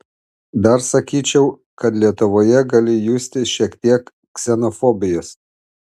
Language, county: Lithuanian, Panevėžys